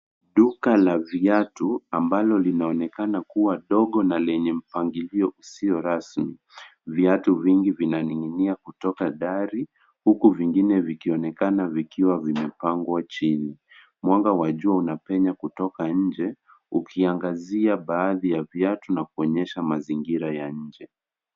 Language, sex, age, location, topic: Swahili, male, 25-35, Nairobi, finance